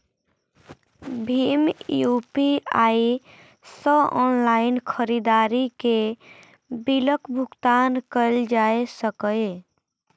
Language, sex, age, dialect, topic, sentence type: Maithili, female, 25-30, Eastern / Thethi, banking, statement